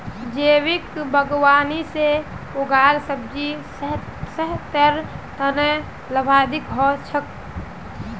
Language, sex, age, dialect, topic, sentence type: Magahi, female, 18-24, Northeastern/Surjapuri, agriculture, statement